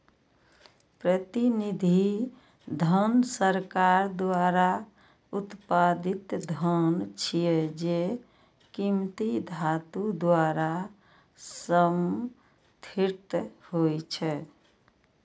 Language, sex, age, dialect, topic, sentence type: Maithili, female, 51-55, Eastern / Thethi, banking, statement